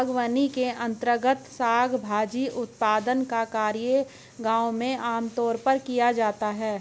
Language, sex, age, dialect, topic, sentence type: Hindi, female, 56-60, Hindustani Malvi Khadi Boli, agriculture, statement